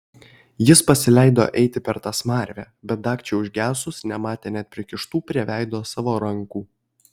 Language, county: Lithuanian, Kaunas